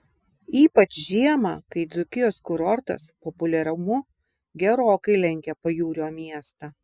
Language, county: Lithuanian, Vilnius